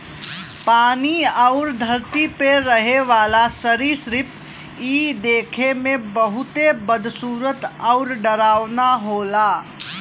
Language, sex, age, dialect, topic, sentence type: Bhojpuri, male, 18-24, Western, agriculture, statement